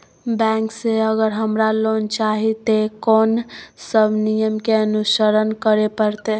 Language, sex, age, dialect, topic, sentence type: Maithili, female, 18-24, Bajjika, banking, question